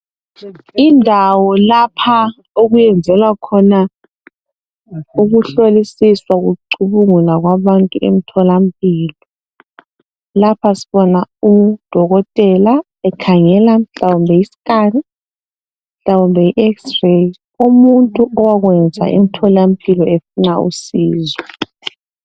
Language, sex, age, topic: North Ndebele, female, 18-24, health